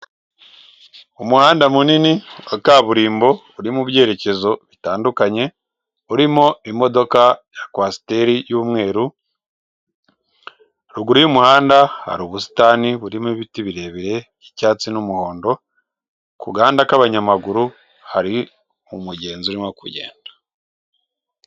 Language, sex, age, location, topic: Kinyarwanda, male, 36-49, Kigali, government